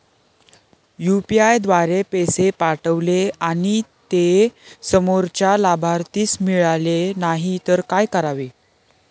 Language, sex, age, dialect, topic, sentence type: Marathi, male, 18-24, Standard Marathi, banking, question